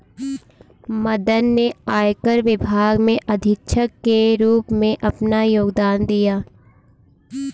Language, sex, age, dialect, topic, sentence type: Hindi, female, 18-24, Kanauji Braj Bhasha, banking, statement